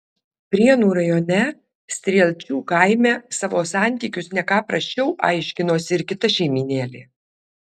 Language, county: Lithuanian, Alytus